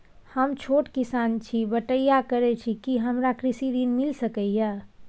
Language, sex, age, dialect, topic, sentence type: Maithili, female, 51-55, Bajjika, agriculture, question